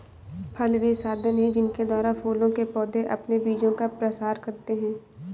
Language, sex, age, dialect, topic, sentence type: Hindi, female, 18-24, Awadhi Bundeli, agriculture, statement